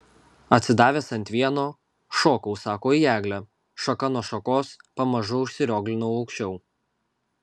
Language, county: Lithuanian, Kaunas